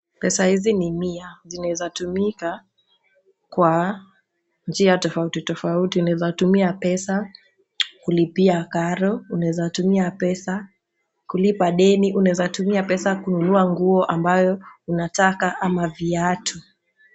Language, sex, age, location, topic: Swahili, female, 18-24, Nakuru, finance